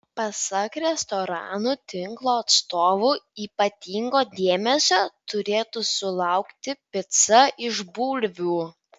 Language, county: Lithuanian, Vilnius